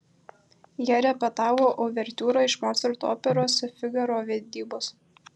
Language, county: Lithuanian, Kaunas